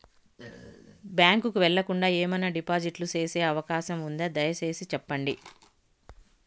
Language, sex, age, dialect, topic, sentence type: Telugu, female, 51-55, Southern, banking, question